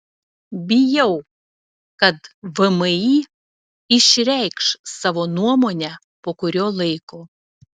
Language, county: Lithuanian, Telšiai